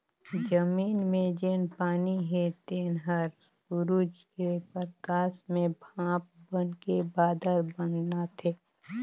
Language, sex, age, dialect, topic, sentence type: Chhattisgarhi, female, 18-24, Northern/Bhandar, agriculture, statement